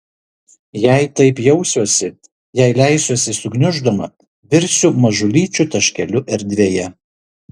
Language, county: Lithuanian, Šiauliai